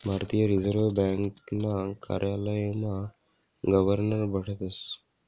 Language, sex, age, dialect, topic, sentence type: Marathi, male, 18-24, Northern Konkan, banking, statement